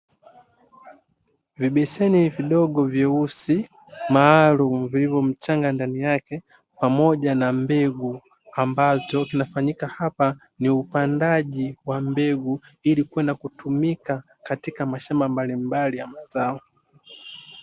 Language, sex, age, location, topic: Swahili, male, 25-35, Dar es Salaam, agriculture